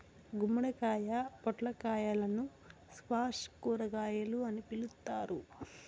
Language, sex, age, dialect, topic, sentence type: Telugu, female, 60-100, Southern, agriculture, statement